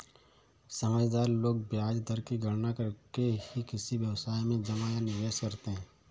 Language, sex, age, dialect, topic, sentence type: Hindi, male, 31-35, Awadhi Bundeli, banking, statement